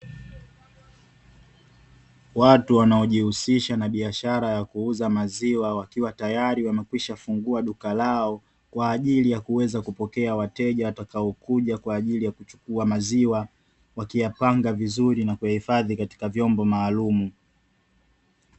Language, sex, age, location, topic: Swahili, male, 18-24, Dar es Salaam, finance